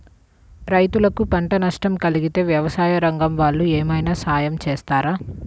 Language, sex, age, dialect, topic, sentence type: Telugu, female, 18-24, Central/Coastal, agriculture, question